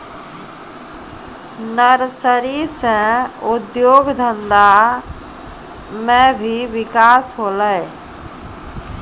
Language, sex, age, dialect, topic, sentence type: Maithili, female, 41-45, Angika, agriculture, statement